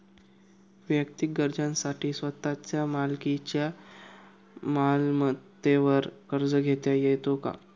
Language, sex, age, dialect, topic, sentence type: Marathi, male, 25-30, Standard Marathi, banking, question